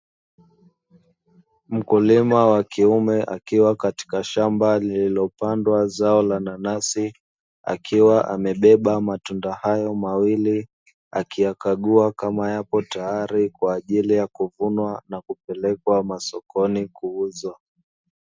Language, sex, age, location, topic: Swahili, male, 25-35, Dar es Salaam, agriculture